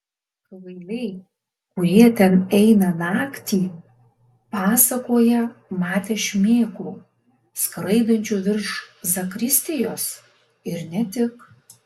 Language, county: Lithuanian, Alytus